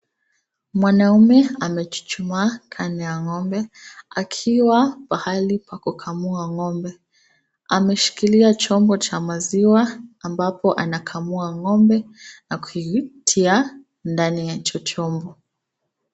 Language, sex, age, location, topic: Swahili, female, 25-35, Nakuru, agriculture